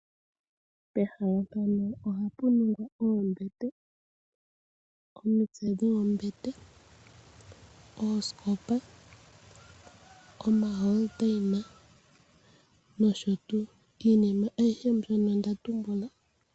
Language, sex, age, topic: Oshiwambo, female, 25-35, finance